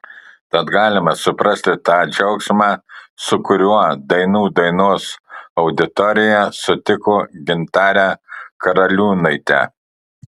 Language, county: Lithuanian, Kaunas